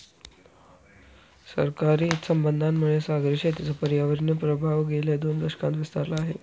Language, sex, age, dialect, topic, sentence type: Marathi, male, 18-24, Northern Konkan, agriculture, statement